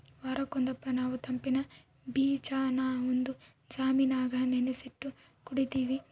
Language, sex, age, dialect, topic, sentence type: Kannada, female, 18-24, Central, agriculture, statement